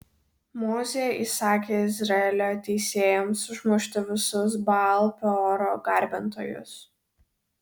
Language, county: Lithuanian, Vilnius